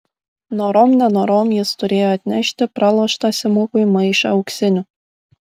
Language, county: Lithuanian, Kaunas